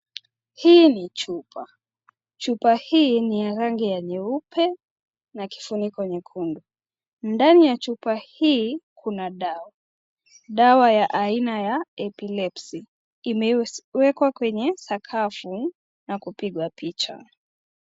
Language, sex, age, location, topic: Swahili, female, 25-35, Nakuru, health